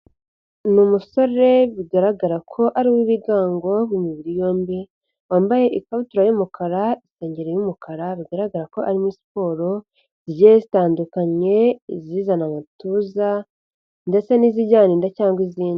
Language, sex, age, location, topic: Kinyarwanda, female, 50+, Kigali, health